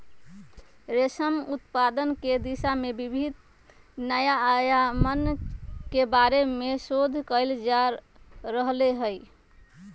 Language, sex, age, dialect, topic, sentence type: Magahi, female, 25-30, Western, agriculture, statement